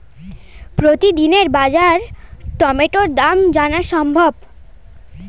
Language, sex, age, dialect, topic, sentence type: Bengali, female, 18-24, Standard Colloquial, agriculture, question